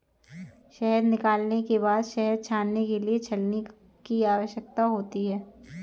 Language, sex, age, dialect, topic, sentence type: Hindi, female, 18-24, Kanauji Braj Bhasha, agriculture, statement